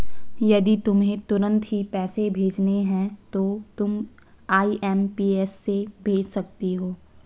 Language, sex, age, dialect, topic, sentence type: Hindi, female, 56-60, Marwari Dhudhari, banking, statement